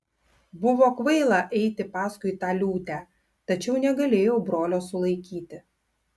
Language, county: Lithuanian, Klaipėda